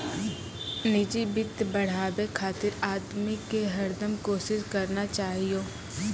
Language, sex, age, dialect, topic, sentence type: Maithili, female, 18-24, Angika, banking, statement